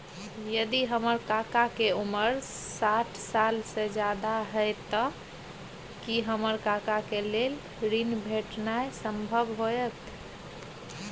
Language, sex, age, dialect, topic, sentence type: Maithili, female, 51-55, Bajjika, banking, statement